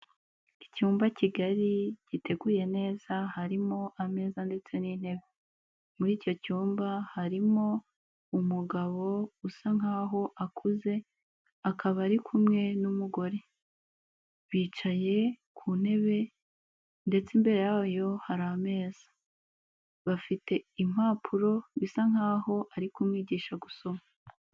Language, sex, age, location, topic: Kinyarwanda, female, 25-35, Kigali, health